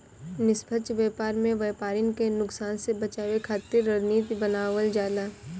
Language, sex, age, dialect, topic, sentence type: Bhojpuri, female, 18-24, Northern, banking, statement